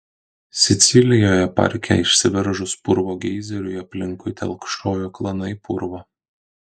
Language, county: Lithuanian, Kaunas